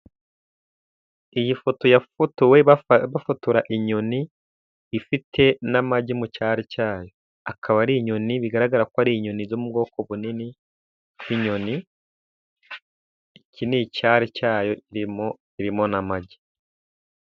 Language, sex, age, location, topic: Kinyarwanda, male, 25-35, Musanze, agriculture